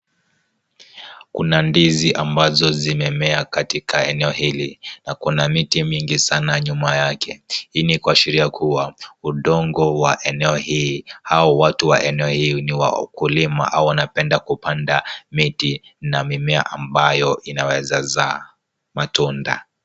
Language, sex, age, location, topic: Swahili, female, 25-35, Kisumu, agriculture